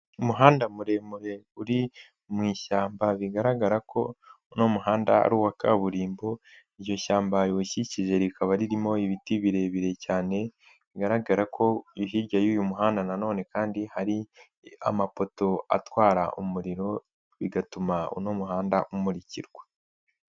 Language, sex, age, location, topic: Kinyarwanda, male, 18-24, Nyagatare, agriculture